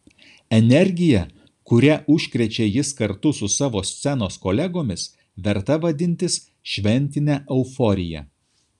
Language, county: Lithuanian, Kaunas